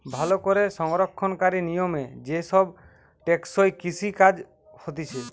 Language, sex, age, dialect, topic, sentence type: Bengali, male, <18, Western, agriculture, statement